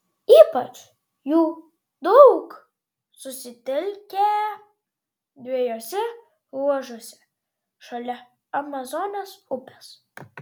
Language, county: Lithuanian, Vilnius